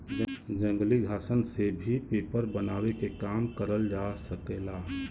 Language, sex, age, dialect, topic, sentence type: Bhojpuri, male, 36-40, Western, agriculture, statement